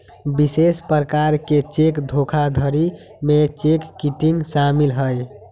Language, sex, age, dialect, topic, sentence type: Magahi, male, 18-24, Western, banking, statement